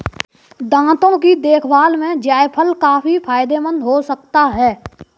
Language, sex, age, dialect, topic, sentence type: Hindi, male, 18-24, Kanauji Braj Bhasha, agriculture, statement